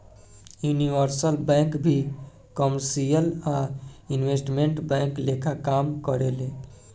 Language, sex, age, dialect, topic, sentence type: Bhojpuri, male, 18-24, Southern / Standard, banking, statement